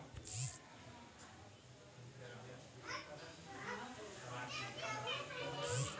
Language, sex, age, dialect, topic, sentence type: Bhojpuri, male, 31-35, Western, agriculture, statement